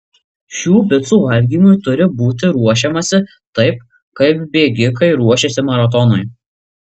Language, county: Lithuanian, Marijampolė